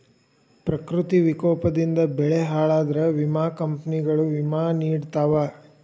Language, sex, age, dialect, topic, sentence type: Kannada, male, 18-24, Dharwad Kannada, agriculture, statement